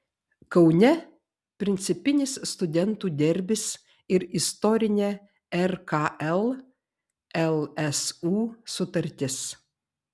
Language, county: Lithuanian, Vilnius